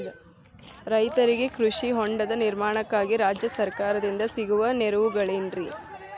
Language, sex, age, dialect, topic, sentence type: Kannada, female, 18-24, Dharwad Kannada, agriculture, question